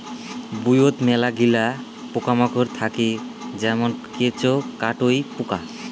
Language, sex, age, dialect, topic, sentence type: Bengali, male, 18-24, Rajbangshi, agriculture, statement